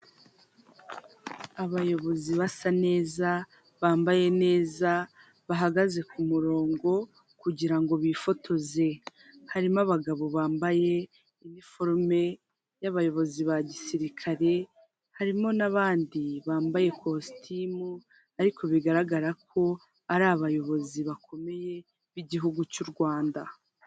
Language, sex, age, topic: Kinyarwanda, female, 25-35, government